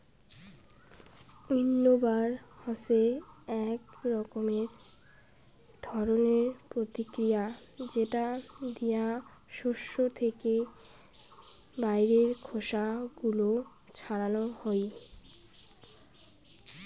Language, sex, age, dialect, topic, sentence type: Bengali, female, 18-24, Rajbangshi, agriculture, statement